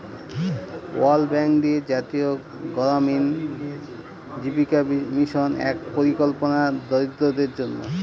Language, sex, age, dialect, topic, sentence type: Bengali, male, 36-40, Northern/Varendri, banking, statement